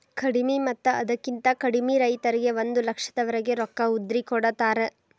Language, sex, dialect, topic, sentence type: Kannada, female, Dharwad Kannada, agriculture, statement